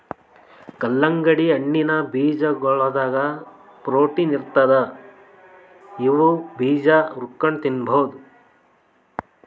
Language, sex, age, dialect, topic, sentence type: Kannada, male, 31-35, Northeastern, agriculture, statement